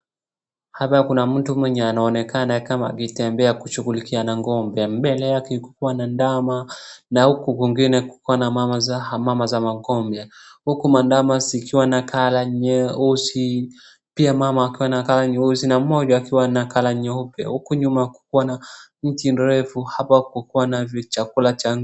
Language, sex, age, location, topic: Swahili, male, 25-35, Wajir, agriculture